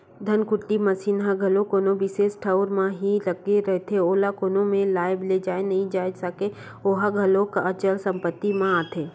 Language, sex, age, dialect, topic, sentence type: Chhattisgarhi, female, 31-35, Western/Budati/Khatahi, banking, statement